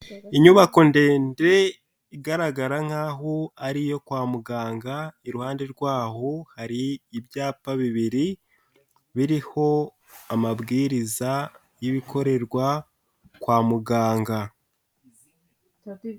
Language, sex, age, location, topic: Kinyarwanda, male, 18-24, Huye, health